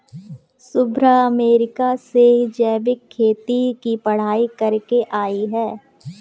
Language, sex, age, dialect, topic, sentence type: Hindi, female, 18-24, Kanauji Braj Bhasha, agriculture, statement